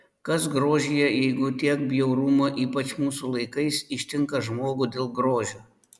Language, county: Lithuanian, Panevėžys